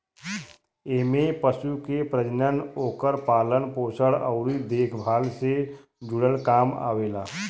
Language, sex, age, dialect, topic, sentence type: Bhojpuri, male, 31-35, Western, agriculture, statement